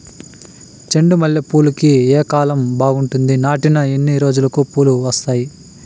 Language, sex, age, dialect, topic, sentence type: Telugu, male, 18-24, Southern, agriculture, question